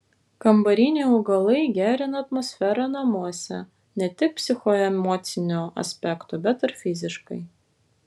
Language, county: Lithuanian, Vilnius